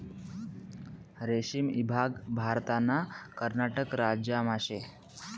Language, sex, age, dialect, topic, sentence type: Marathi, male, 18-24, Northern Konkan, agriculture, statement